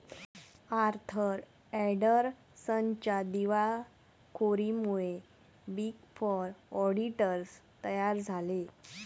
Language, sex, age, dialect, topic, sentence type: Marathi, female, 18-24, Southern Konkan, banking, statement